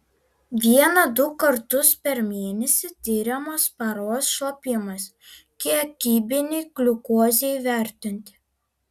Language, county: Lithuanian, Alytus